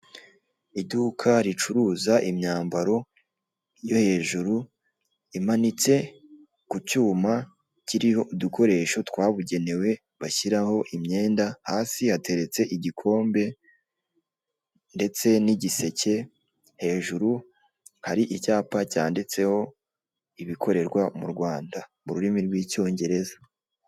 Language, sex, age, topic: Kinyarwanda, male, 25-35, finance